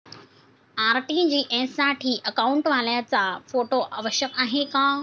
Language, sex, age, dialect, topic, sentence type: Marathi, female, 60-100, Standard Marathi, banking, question